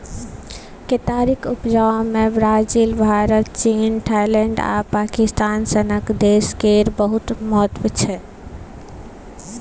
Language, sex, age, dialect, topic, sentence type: Maithili, female, 18-24, Bajjika, agriculture, statement